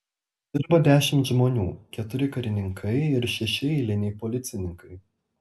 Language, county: Lithuanian, Telšiai